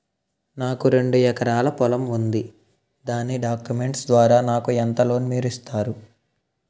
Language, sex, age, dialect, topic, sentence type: Telugu, male, 18-24, Utterandhra, banking, question